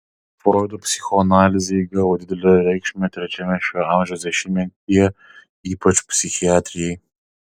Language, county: Lithuanian, Kaunas